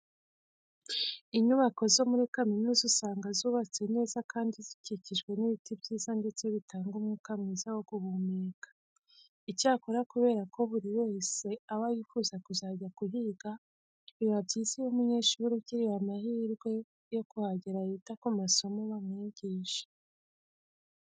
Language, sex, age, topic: Kinyarwanda, female, 25-35, education